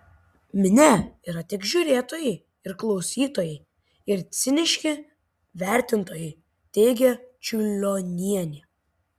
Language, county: Lithuanian, Kaunas